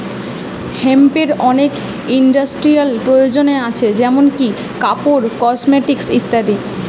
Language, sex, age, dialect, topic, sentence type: Bengali, female, 18-24, Western, agriculture, statement